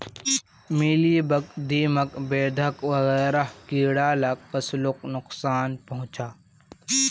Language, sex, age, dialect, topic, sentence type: Magahi, female, 18-24, Northeastern/Surjapuri, agriculture, statement